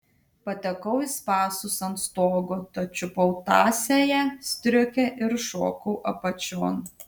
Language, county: Lithuanian, Tauragė